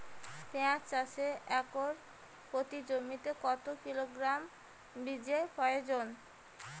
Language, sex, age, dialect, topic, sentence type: Bengali, female, 25-30, Rajbangshi, agriculture, question